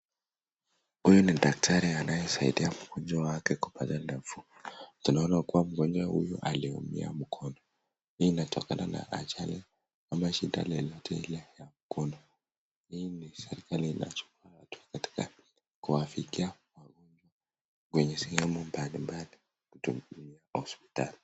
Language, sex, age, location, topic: Swahili, male, 18-24, Nakuru, health